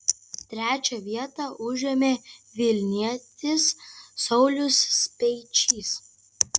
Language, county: Lithuanian, Kaunas